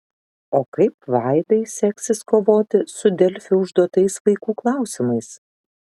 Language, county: Lithuanian, Šiauliai